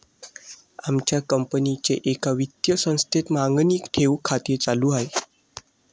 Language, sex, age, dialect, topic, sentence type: Marathi, male, 60-100, Standard Marathi, banking, statement